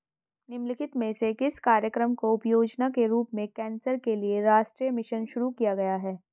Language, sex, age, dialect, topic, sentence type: Hindi, female, 31-35, Hindustani Malvi Khadi Boli, banking, question